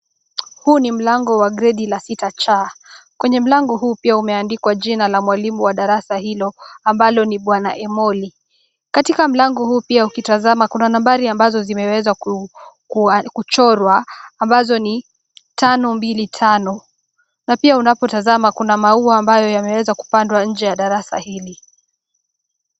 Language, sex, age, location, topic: Swahili, female, 18-24, Nakuru, education